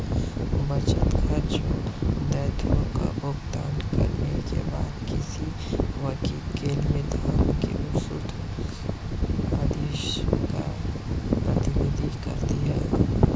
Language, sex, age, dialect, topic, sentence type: Hindi, male, 31-35, Marwari Dhudhari, banking, statement